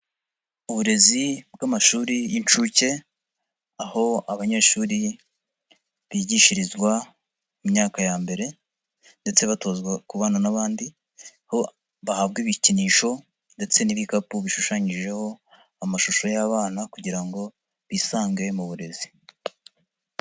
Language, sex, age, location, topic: Kinyarwanda, male, 50+, Nyagatare, education